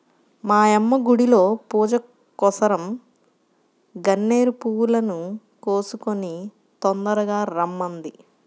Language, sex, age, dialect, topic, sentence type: Telugu, male, 31-35, Central/Coastal, agriculture, statement